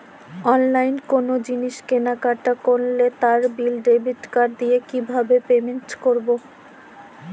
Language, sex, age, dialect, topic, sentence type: Bengali, female, 18-24, Jharkhandi, banking, question